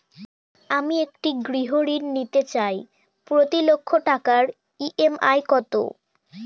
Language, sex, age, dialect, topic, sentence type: Bengali, female, <18, Northern/Varendri, banking, question